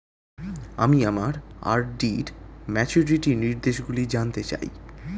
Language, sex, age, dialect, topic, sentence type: Bengali, male, 18-24, Standard Colloquial, banking, statement